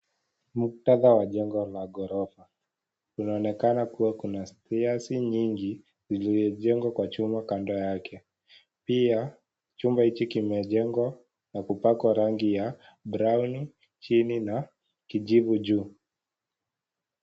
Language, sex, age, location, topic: Swahili, male, 18-24, Kisii, education